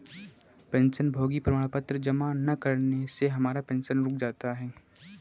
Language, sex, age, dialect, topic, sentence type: Hindi, male, 18-24, Kanauji Braj Bhasha, banking, statement